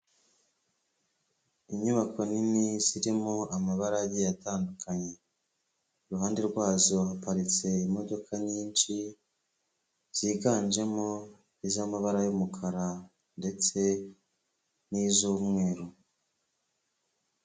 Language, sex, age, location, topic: Kinyarwanda, male, 25-35, Kigali, health